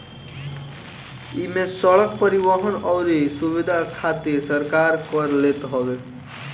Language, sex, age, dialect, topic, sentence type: Bhojpuri, male, 18-24, Northern, banking, statement